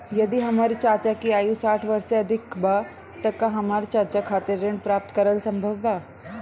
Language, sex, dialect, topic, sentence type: Bhojpuri, female, Northern, banking, statement